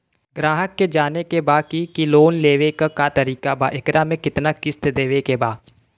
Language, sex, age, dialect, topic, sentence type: Bhojpuri, male, 18-24, Western, banking, question